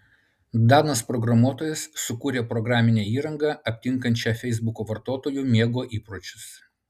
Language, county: Lithuanian, Utena